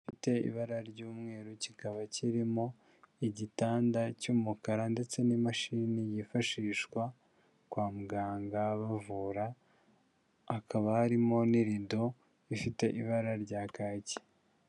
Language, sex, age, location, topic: Kinyarwanda, male, 18-24, Huye, health